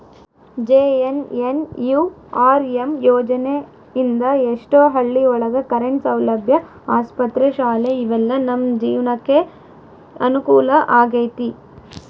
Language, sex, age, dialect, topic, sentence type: Kannada, female, 25-30, Central, banking, statement